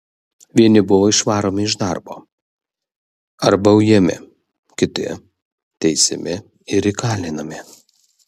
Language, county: Lithuanian, Vilnius